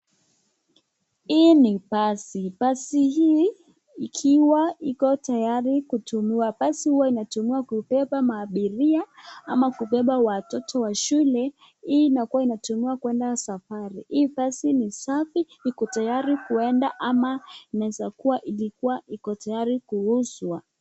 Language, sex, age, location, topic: Swahili, female, 18-24, Nakuru, finance